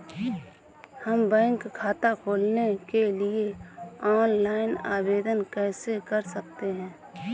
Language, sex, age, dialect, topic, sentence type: Hindi, female, 18-24, Awadhi Bundeli, banking, question